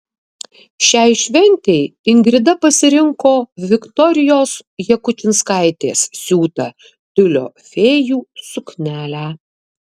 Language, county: Lithuanian, Kaunas